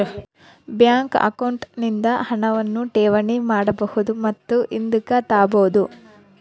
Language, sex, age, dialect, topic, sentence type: Kannada, female, 31-35, Central, banking, statement